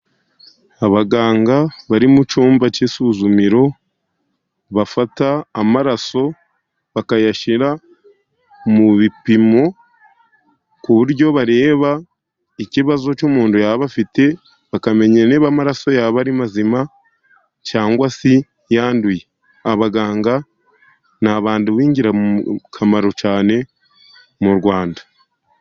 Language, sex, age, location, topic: Kinyarwanda, male, 50+, Musanze, education